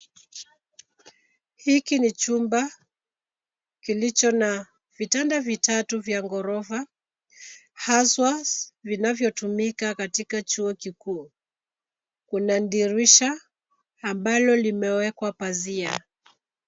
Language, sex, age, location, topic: Swahili, female, 25-35, Nairobi, education